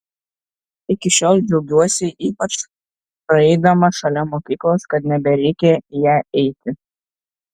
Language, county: Lithuanian, Šiauliai